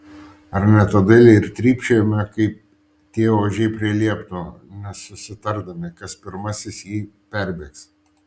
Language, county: Lithuanian, Šiauliai